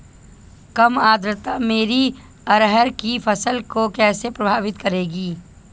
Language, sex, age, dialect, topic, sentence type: Hindi, male, 25-30, Awadhi Bundeli, agriculture, question